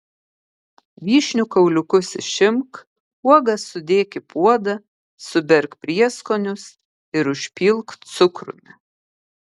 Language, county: Lithuanian, Kaunas